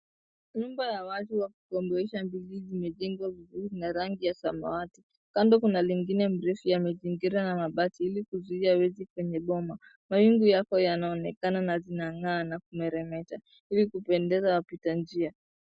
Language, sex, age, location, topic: Swahili, female, 18-24, Nairobi, finance